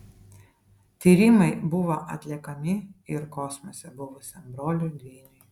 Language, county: Lithuanian, Vilnius